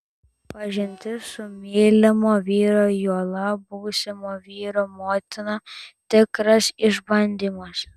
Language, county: Lithuanian, Telšiai